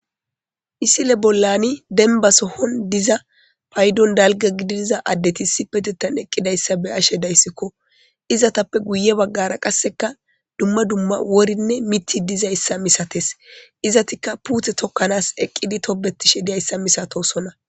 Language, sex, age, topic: Gamo, male, 25-35, government